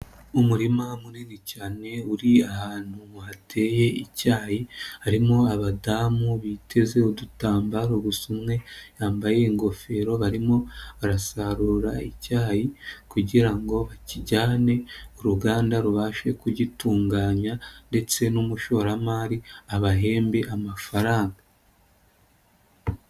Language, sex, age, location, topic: Kinyarwanda, female, 25-35, Nyagatare, agriculture